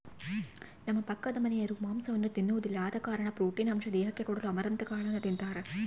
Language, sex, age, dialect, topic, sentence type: Kannada, female, 18-24, Central, agriculture, statement